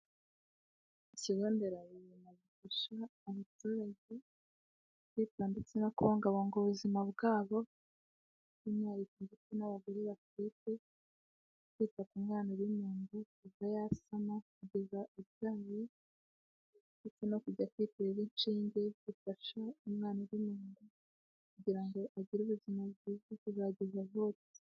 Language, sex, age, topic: Kinyarwanda, female, 18-24, health